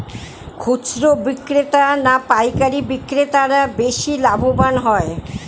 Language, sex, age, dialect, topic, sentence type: Bengali, female, 60-100, Northern/Varendri, agriculture, question